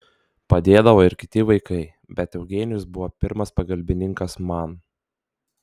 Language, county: Lithuanian, Kaunas